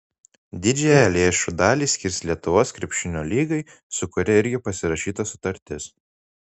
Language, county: Lithuanian, Marijampolė